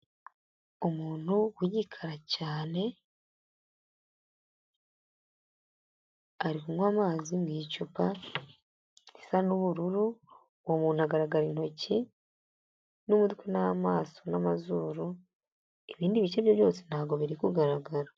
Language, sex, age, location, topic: Kinyarwanda, female, 18-24, Huye, health